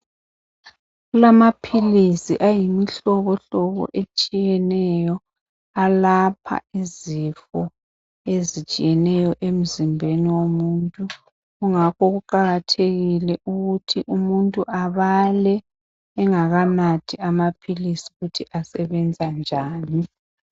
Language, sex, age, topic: North Ndebele, female, 50+, health